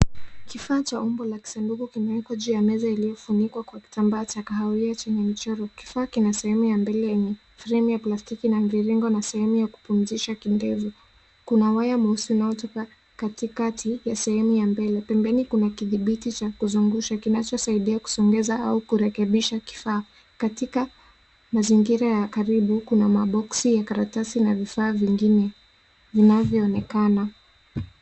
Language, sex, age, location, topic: Swahili, male, 18-24, Nairobi, health